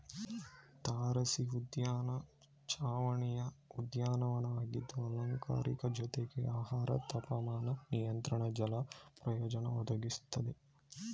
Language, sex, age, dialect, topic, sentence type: Kannada, male, 18-24, Mysore Kannada, agriculture, statement